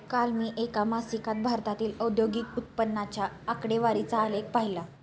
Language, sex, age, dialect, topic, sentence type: Marathi, female, 25-30, Standard Marathi, banking, statement